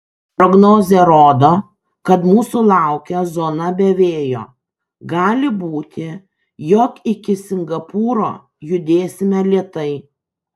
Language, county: Lithuanian, Kaunas